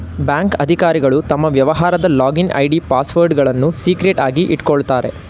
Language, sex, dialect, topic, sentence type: Kannada, male, Mysore Kannada, banking, statement